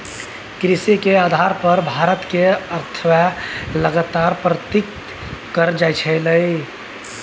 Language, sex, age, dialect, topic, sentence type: Maithili, male, 18-24, Bajjika, agriculture, statement